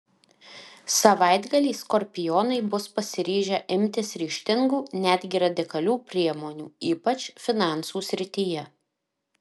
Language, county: Lithuanian, Alytus